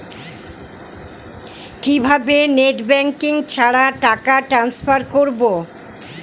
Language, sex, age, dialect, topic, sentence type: Bengali, female, 60-100, Standard Colloquial, banking, question